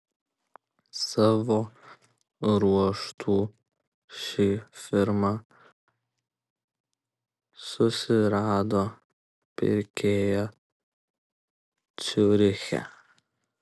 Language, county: Lithuanian, Kaunas